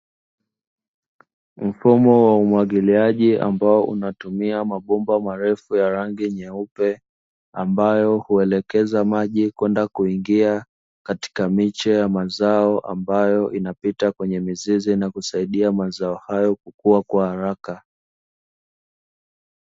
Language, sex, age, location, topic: Swahili, male, 18-24, Dar es Salaam, agriculture